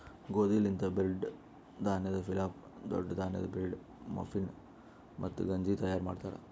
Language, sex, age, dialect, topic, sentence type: Kannada, male, 56-60, Northeastern, agriculture, statement